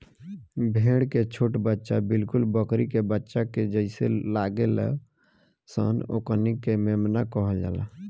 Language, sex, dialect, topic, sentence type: Bhojpuri, male, Southern / Standard, agriculture, statement